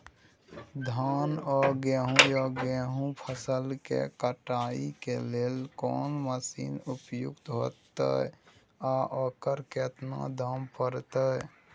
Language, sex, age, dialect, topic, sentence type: Maithili, male, 60-100, Bajjika, agriculture, question